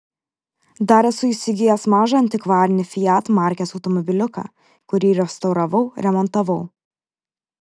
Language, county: Lithuanian, Vilnius